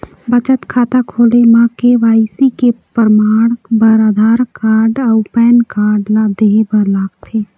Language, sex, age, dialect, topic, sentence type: Chhattisgarhi, female, 51-55, Eastern, banking, statement